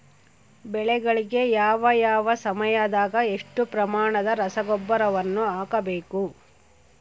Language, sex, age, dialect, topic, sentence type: Kannada, female, 36-40, Central, agriculture, question